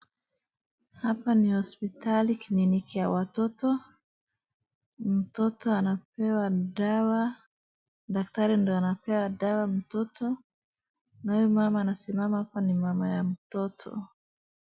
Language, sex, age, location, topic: Swahili, female, 25-35, Wajir, health